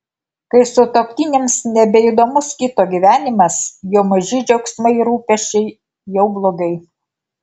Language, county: Lithuanian, Kaunas